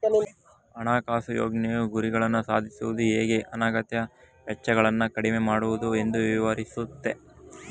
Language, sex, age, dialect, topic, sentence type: Kannada, male, 18-24, Mysore Kannada, banking, statement